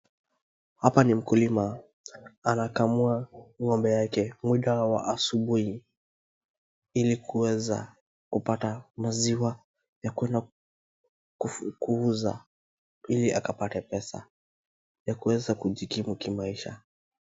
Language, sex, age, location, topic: Swahili, male, 25-35, Wajir, agriculture